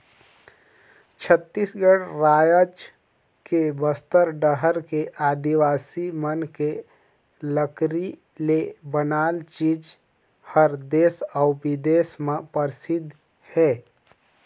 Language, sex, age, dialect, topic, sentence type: Chhattisgarhi, male, 56-60, Northern/Bhandar, agriculture, statement